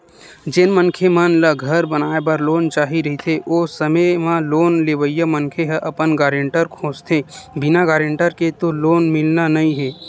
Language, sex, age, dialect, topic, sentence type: Chhattisgarhi, male, 18-24, Western/Budati/Khatahi, banking, statement